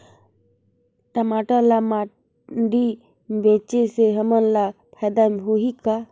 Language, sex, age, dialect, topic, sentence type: Chhattisgarhi, female, 25-30, Northern/Bhandar, agriculture, question